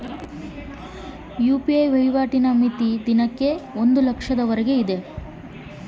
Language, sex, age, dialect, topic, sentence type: Kannada, female, 25-30, Central, banking, question